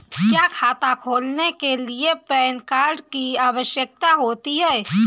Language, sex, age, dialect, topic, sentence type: Hindi, female, 18-24, Awadhi Bundeli, banking, question